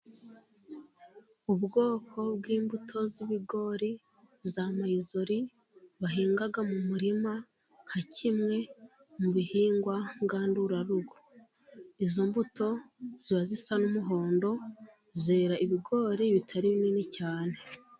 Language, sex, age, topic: Kinyarwanda, female, 25-35, agriculture